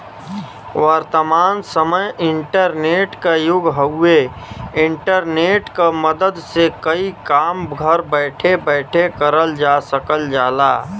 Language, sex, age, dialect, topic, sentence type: Bhojpuri, male, 25-30, Western, banking, statement